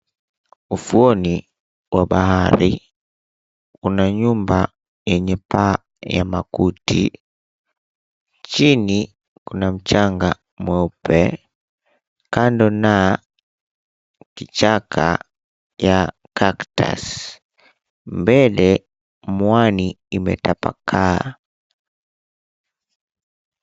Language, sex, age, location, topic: Swahili, female, 18-24, Mombasa, agriculture